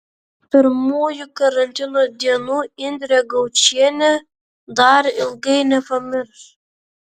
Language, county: Lithuanian, Vilnius